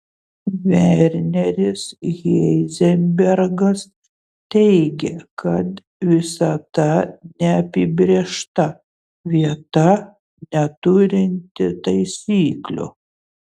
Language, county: Lithuanian, Utena